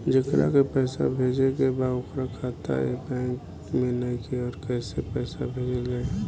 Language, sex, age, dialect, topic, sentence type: Bhojpuri, male, 18-24, Southern / Standard, banking, question